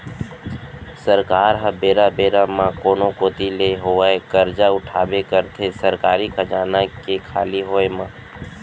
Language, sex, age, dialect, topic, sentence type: Chhattisgarhi, male, 31-35, Central, banking, statement